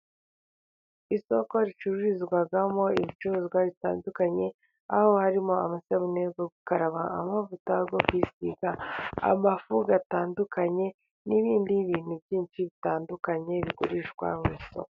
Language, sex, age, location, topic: Kinyarwanda, male, 36-49, Burera, finance